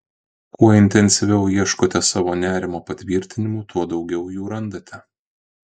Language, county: Lithuanian, Kaunas